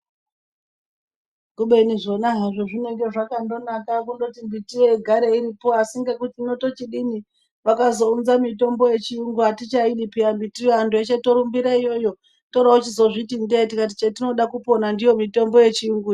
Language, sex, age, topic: Ndau, female, 25-35, health